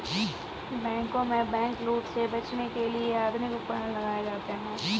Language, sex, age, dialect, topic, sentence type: Hindi, female, 60-100, Kanauji Braj Bhasha, banking, statement